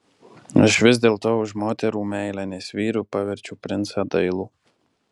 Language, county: Lithuanian, Alytus